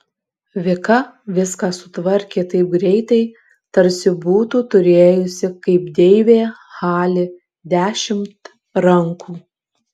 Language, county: Lithuanian, Alytus